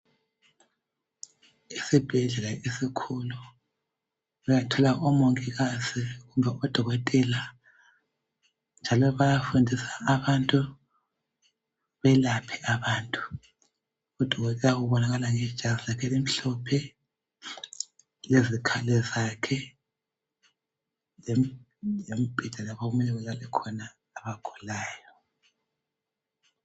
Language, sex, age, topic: North Ndebele, female, 50+, health